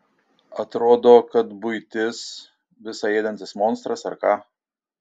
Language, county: Lithuanian, Šiauliai